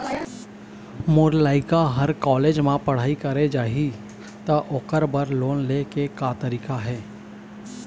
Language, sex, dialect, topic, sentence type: Chhattisgarhi, male, Eastern, banking, question